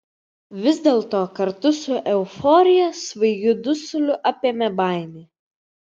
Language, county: Lithuanian, Vilnius